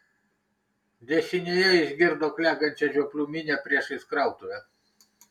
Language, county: Lithuanian, Kaunas